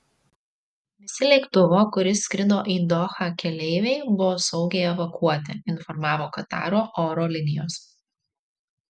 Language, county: Lithuanian, Marijampolė